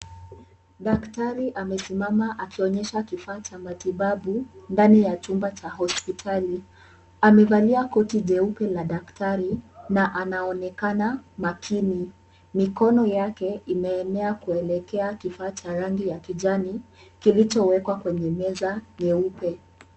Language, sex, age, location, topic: Swahili, male, 18-24, Kisumu, health